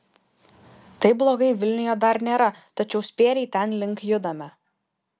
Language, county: Lithuanian, Kaunas